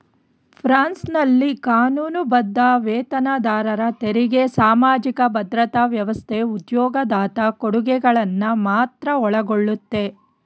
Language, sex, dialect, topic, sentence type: Kannada, female, Mysore Kannada, banking, statement